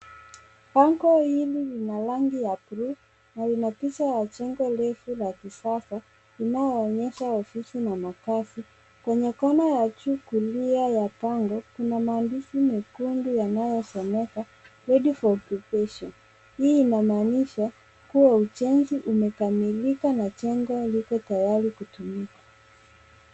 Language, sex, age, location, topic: Swahili, female, 18-24, Nairobi, finance